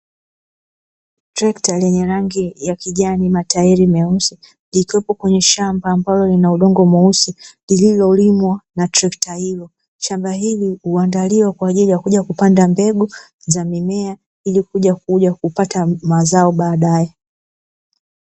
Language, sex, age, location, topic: Swahili, female, 36-49, Dar es Salaam, agriculture